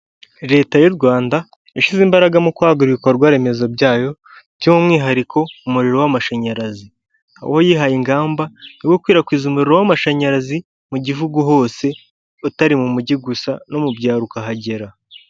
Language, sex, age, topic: Kinyarwanda, male, 18-24, government